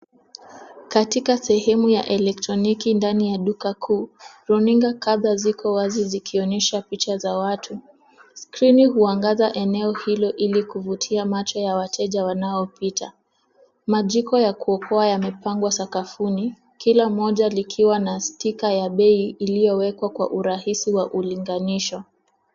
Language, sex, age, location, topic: Swahili, female, 18-24, Nairobi, finance